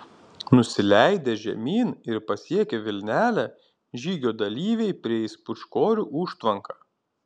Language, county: Lithuanian, Kaunas